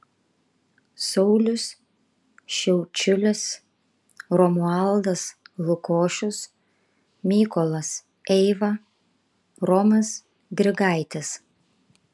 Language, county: Lithuanian, Kaunas